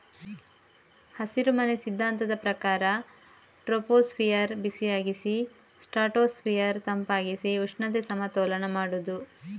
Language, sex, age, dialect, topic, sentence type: Kannada, female, 18-24, Coastal/Dakshin, agriculture, statement